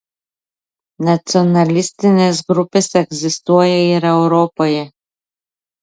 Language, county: Lithuanian, Klaipėda